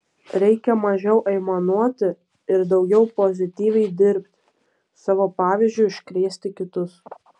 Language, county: Lithuanian, Kaunas